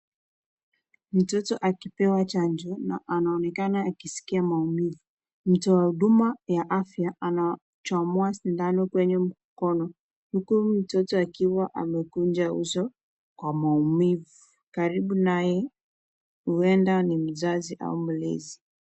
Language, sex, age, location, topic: Swahili, female, 25-35, Nakuru, health